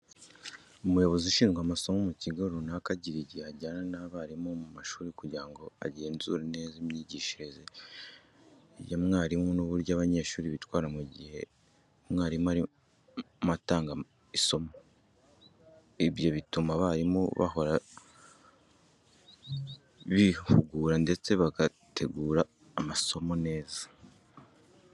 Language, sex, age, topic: Kinyarwanda, male, 25-35, education